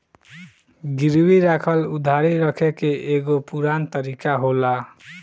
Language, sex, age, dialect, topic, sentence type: Bhojpuri, male, 18-24, Southern / Standard, banking, statement